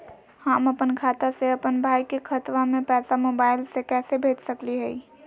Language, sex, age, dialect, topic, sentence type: Magahi, female, 56-60, Southern, banking, question